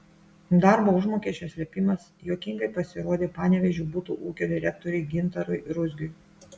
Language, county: Lithuanian, Klaipėda